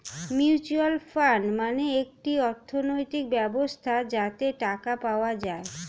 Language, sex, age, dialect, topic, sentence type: Bengali, female, <18, Standard Colloquial, banking, statement